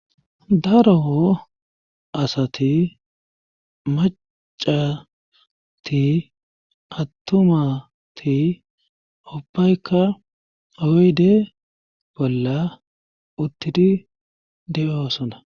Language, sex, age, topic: Gamo, male, 36-49, government